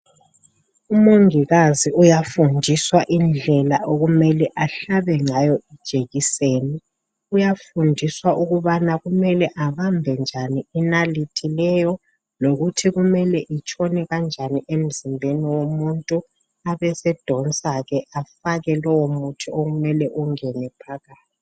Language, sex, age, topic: North Ndebele, male, 50+, health